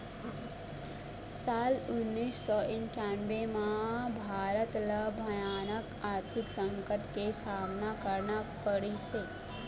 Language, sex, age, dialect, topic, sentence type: Chhattisgarhi, male, 25-30, Eastern, banking, statement